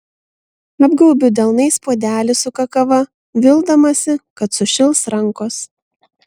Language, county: Lithuanian, Vilnius